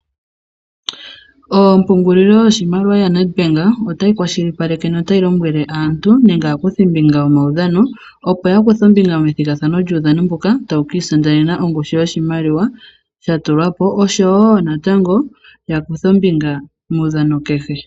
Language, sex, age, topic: Oshiwambo, female, 18-24, finance